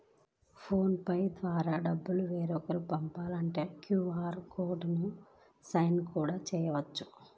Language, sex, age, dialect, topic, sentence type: Telugu, female, 25-30, Central/Coastal, banking, statement